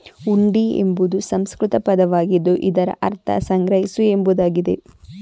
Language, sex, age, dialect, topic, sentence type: Kannada, female, 18-24, Mysore Kannada, banking, statement